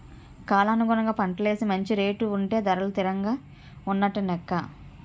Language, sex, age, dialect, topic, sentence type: Telugu, female, 31-35, Utterandhra, agriculture, statement